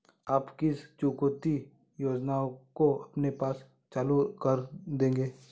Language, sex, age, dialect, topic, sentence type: Hindi, male, 18-24, Hindustani Malvi Khadi Boli, banking, question